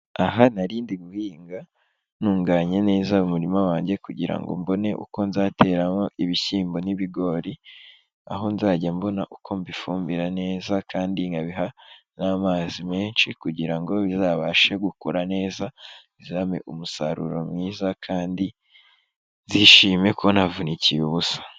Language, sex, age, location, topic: Kinyarwanda, male, 18-24, Kigali, agriculture